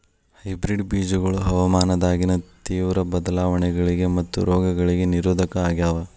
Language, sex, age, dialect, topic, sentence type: Kannada, male, 18-24, Dharwad Kannada, agriculture, statement